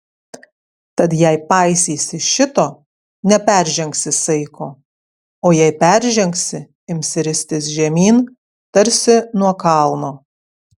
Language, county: Lithuanian, Kaunas